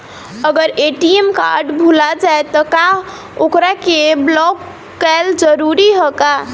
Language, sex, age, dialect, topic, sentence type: Bhojpuri, female, 18-24, Northern, banking, question